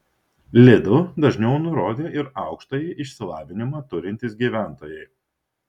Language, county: Lithuanian, Šiauliai